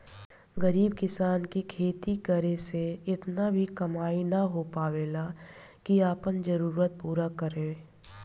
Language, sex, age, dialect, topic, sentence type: Bhojpuri, female, 25-30, Southern / Standard, agriculture, statement